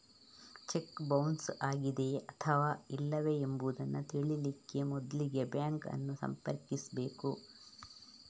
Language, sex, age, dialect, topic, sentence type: Kannada, female, 31-35, Coastal/Dakshin, banking, statement